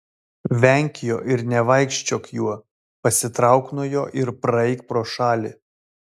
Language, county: Lithuanian, Vilnius